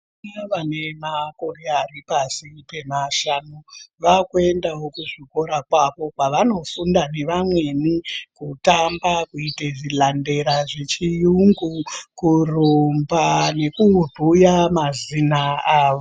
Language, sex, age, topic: Ndau, female, 25-35, education